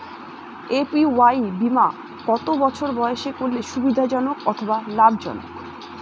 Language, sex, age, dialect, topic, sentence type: Bengali, female, 31-35, Northern/Varendri, banking, question